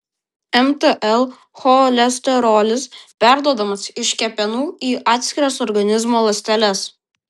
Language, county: Lithuanian, Vilnius